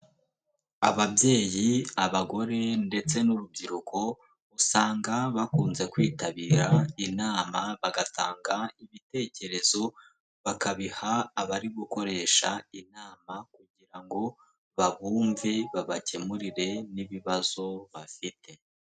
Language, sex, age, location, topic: Kinyarwanda, male, 18-24, Nyagatare, government